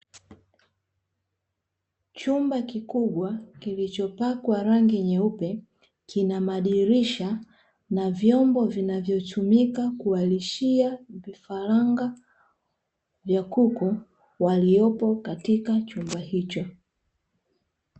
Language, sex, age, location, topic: Swahili, female, 25-35, Dar es Salaam, agriculture